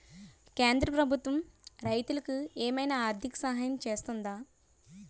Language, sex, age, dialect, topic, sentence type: Telugu, female, 25-30, Utterandhra, agriculture, question